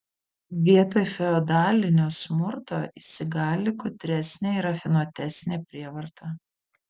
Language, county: Lithuanian, Vilnius